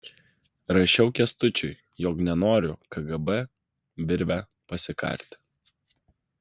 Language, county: Lithuanian, Vilnius